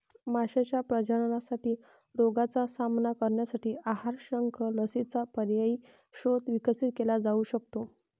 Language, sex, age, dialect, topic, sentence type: Marathi, female, 31-35, Varhadi, agriculture, statement